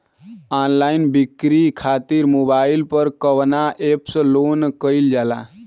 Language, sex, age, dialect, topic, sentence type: Bhojpuri, male, 18-24, Western, agriculture, question